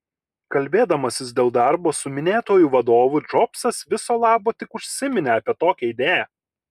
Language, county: Lithuanian, Kaunas